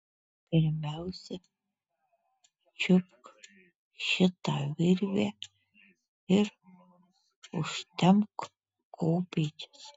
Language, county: Lithuanian, Marijampolė